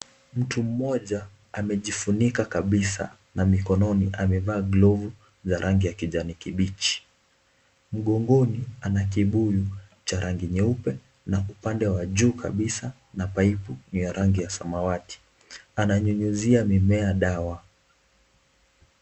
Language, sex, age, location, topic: Swahili, male, 18-24, Kisumu, health